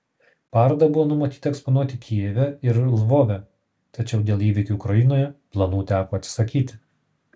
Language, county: Lithuanian, Kaunas